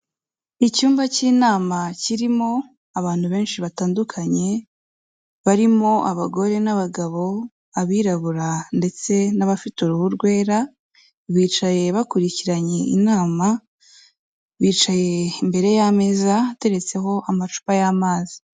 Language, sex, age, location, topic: Kinyarwanda, female, 18-24, Kigali, health